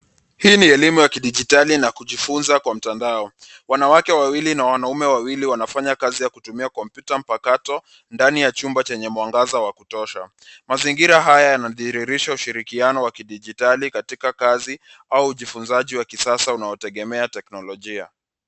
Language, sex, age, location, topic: Swahili, male, 25-35, Nairobi, education